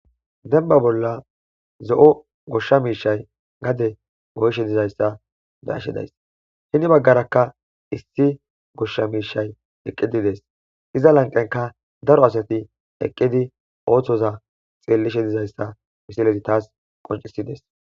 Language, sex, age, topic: Gamo, male, 25-35, agriculture